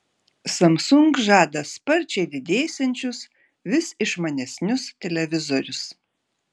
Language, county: Lithuanian, Šiauliai